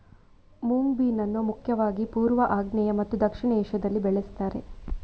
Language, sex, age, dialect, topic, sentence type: Kannada, female, 25-30, Coastal/Dakshin, agriculture, statement